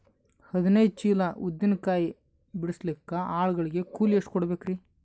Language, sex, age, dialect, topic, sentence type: Kannada, male, 18-24, Northeastern, agriculture, question